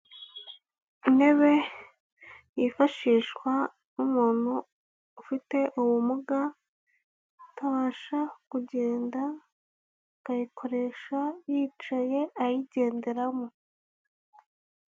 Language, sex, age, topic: Kinyarwanda, female, 18-24, health